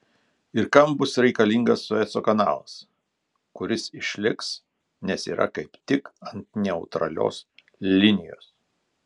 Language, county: Lithuanian, Telšiai